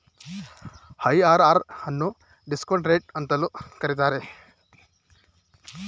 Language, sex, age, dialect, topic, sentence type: Kannada, male, 25-30, Mysore Kannada, banking, statement